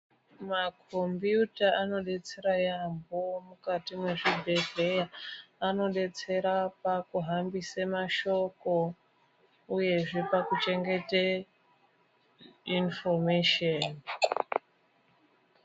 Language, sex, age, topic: Ndau, female, 25-35, health